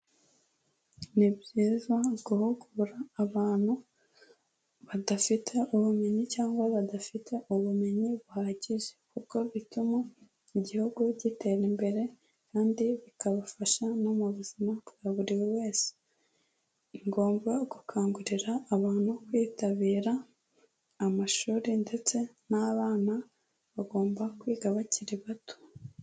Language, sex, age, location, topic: Kinyarwanda, female, 18-24, Kigali, education